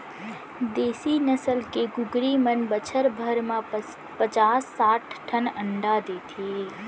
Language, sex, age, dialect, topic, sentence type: Chhattisgarhi, female, 18-24, Central, agriculture, statement